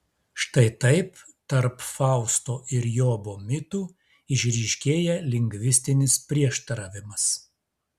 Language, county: Lithuanian, Klaipėda